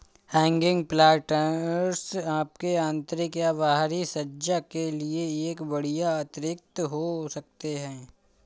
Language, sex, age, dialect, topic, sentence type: Hindi, male, 25-30, Awadhi Bundeli, agriculture, statement